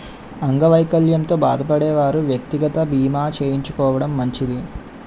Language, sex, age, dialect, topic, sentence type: Telugu, male, 18-24, Utterandhra, banking, statement